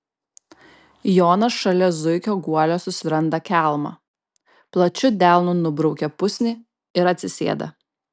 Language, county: Lithuanian, Kaunas